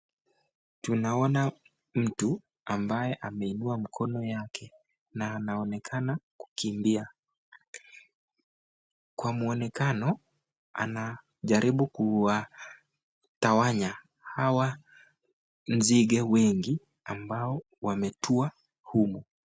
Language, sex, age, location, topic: Swahili, male, 25-35, Nakuru, health